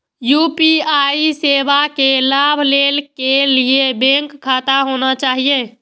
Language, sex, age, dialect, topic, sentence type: Maithili, female, 18-24, Eastern / Thethi, banking, question